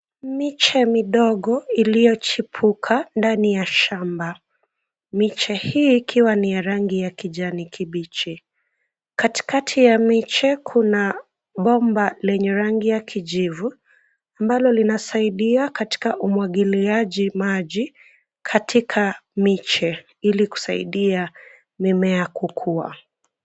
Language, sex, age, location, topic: Swahili, female, 18-24, Nairobi, agriculture